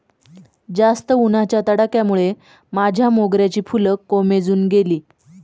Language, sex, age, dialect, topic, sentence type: Marathi, female, 31-35, Standard Marathi, agriculture, statement